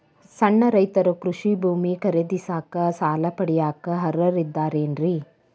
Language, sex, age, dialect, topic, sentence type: Kannada, female, 41-45, Dharwad Kannada, agriculture, statement